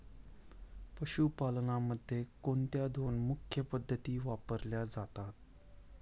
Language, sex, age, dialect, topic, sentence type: Marathi, male, 25-30, Standard Marathi, agriculture, question